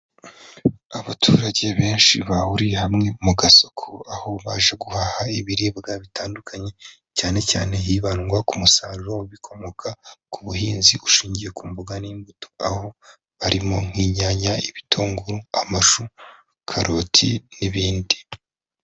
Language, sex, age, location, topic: Kinyarwanda, male, 25-35, Kigali, finance